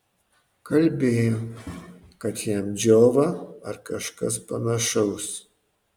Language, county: Lithuanian, Panevėžys